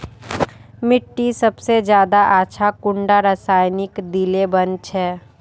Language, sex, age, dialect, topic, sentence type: Magahi, female, 41-45, Northeastern/Surjapuri, agriculture, question